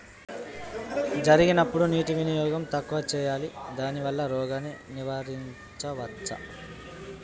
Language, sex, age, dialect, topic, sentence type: Telugu, male, 18-24, Telangana, agriculture, question